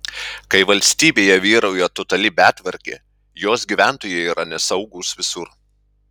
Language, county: Lithuanian, Klaipėda